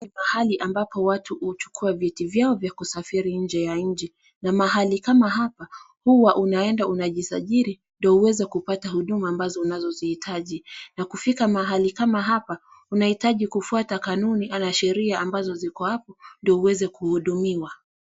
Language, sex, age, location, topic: Swahili, female, 25-35, Kisii, government